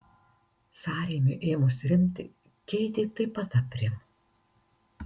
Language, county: Lithuanian, Marijampolė